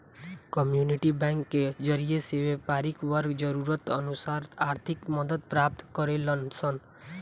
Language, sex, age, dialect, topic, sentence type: Bhojpuri, female, 18-24, Southern / Standard, banking, statement